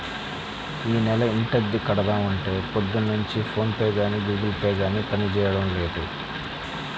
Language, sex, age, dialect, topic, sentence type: Telugu, male, 25-30, Central/Coastal, banking, statement